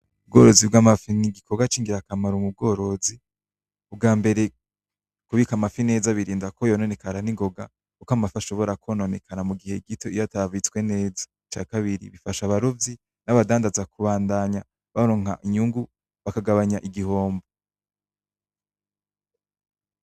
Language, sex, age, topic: Rundi, male, 18-24, agriculture